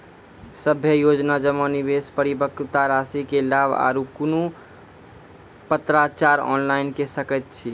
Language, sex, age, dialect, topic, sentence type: Maithili, male, 18-24, Angika, banking, question